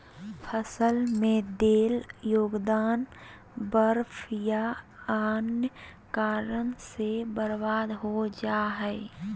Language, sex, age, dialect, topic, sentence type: Magahi, female, 31-35, Southern, agriculture, statement